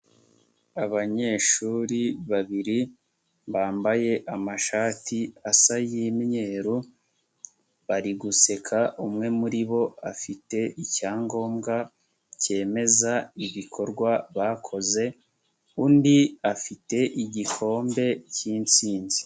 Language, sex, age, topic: Kinyarwanda, male, 18-24, education